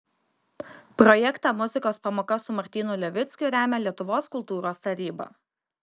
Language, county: Lithuanian, Kaunas